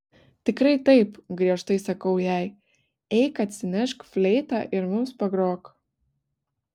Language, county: Lithuanian, Vilnius